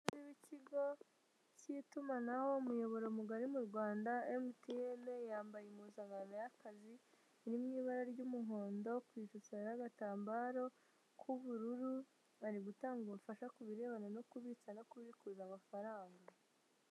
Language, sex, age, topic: Kinyarwanda, male, 18-24, finance